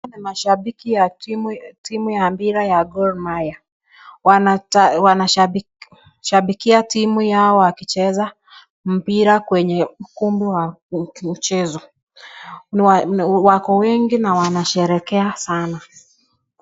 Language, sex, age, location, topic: Swahili, female, 25-35, Nakuru, government